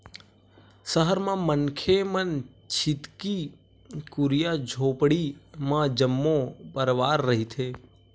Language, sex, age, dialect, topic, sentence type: Chhattisgarhi, male, 18-24, Western/Budati/Khatahi, banking, statement